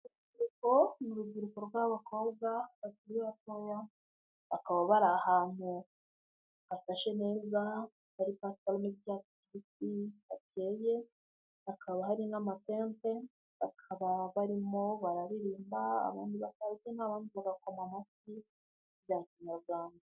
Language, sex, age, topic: Kinyarwanda, female, 18-24, government